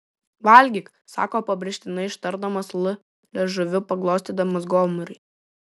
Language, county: Lithuanian, Šiauliai